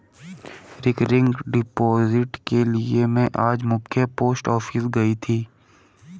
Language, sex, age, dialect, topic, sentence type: Hindi, female, 31-35, Hindustani Malvi Khadi Boli, banking, statement